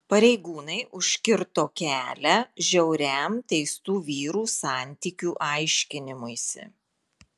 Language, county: Lithuanian, Marijampolė